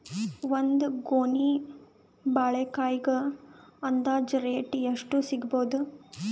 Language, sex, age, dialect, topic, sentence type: Kannada, female, 18-24, Northeastern, agriculture, question